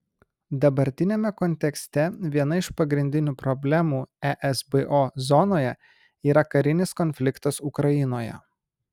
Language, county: Lithuanian, Kaunas